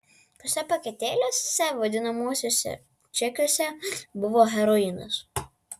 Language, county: Lithuanian, Vilnius